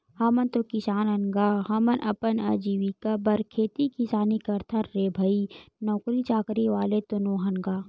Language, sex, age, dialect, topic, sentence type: Chhattisgarhi, male, 18-24, Western/Budati/Khatahi, agriculture, statement